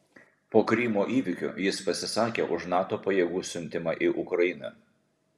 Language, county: Lithuanian, Vilnius